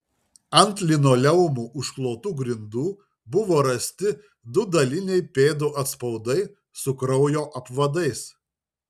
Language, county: Lithuanian, Šiauliai